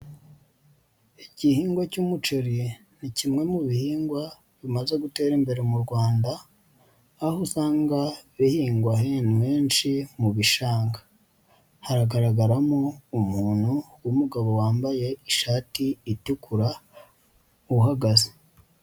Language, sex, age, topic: Kinyarwanda, female, 25-35, agriculture